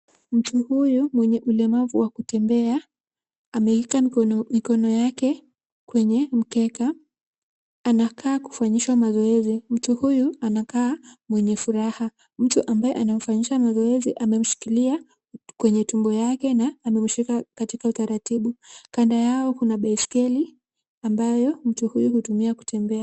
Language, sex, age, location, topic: Swahili, female, 18-24, Kisumu, health